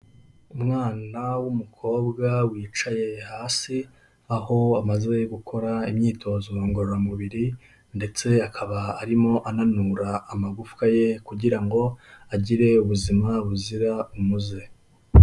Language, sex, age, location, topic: Kinyarwanda, male, 18-24, Kigali, health